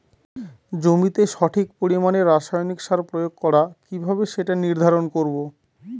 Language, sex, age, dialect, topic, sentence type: Bengali, male, 25-30, Northern/Varendri, agriculture, question